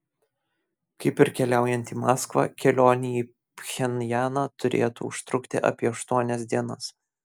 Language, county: Lithuanian, Kaunas